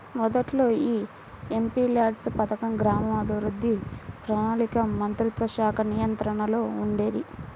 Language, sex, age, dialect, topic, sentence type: Telugu, female, 18-24, Central/Coastal, banking, statement